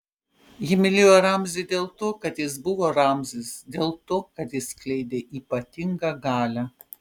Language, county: Lithuanian, Panevėžys